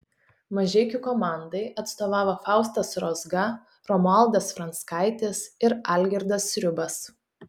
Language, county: Lithuanian, Telšiai